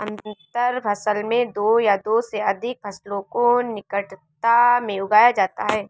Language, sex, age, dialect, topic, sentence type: Hindi, female, 18-24, Marwari Dhudhari, agriculture, statement